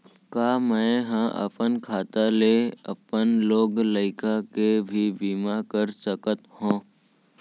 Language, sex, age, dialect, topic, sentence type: Chhattisgarhi, male, 18-24, Central, banking, question